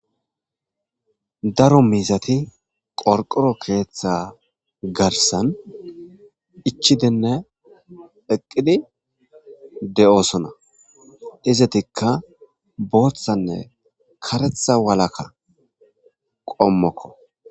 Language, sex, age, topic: Gamo, male, 25-35, agriculture